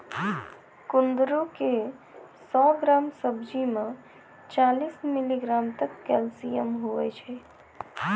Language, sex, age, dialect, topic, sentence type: Maithili, female, 18-24, Angika, agriculture, statement